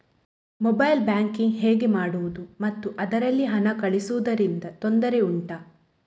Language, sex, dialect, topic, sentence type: Kannada, female, Coastal/Dakshin, banking, question